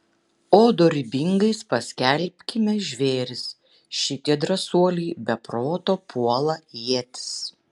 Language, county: Lithuanian, Šiauliai